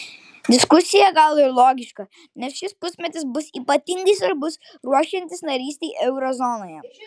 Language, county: Lithuanian, Klaipėda